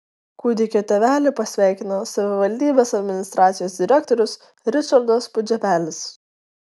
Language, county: Lithuanian, Tauragė